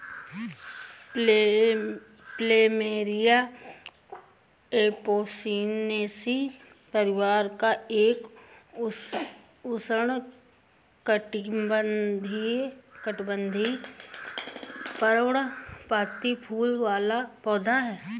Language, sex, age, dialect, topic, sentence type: Hindi, female, 25-30, Awadhi Bundeli, agriculture, statement